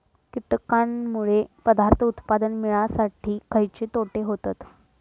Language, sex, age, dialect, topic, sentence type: Marathi, female, 25-30, Southern Konkan, agriculture, question